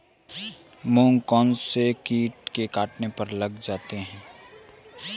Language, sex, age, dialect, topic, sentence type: Hindi, male, 18-24, Marwari Dhudhari, agriculture, question